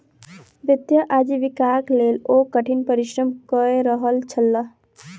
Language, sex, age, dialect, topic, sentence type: Maithili, female, 18-24, Southern/Standard, banking, statement